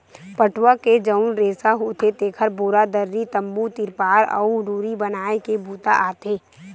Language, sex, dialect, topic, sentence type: Chhattisgarhi, female, Western/Budati/Khatahi, agriculture, statement